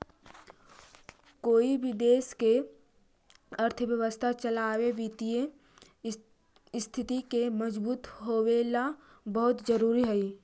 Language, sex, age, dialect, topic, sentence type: Magahi, female, 18-24, Central/Standard, banking, statement